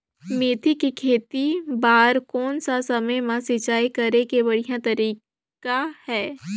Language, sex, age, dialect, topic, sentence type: Chhattisgarhi, female, 18-24, Northern/Bhandar, agriculture, question